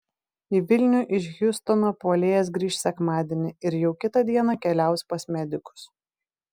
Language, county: Lithuanian, Vilnius